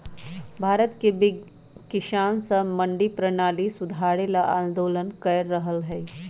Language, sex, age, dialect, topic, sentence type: Magahi, female, 25-30, Western, agriculture, statement